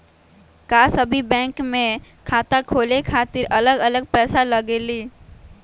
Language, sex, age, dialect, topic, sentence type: Magahi, female, 18-24, Western, banking, question